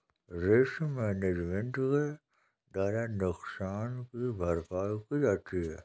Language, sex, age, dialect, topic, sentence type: Hindi, male, 60-100, Kanauji Braj Bhasha, agriculture, statement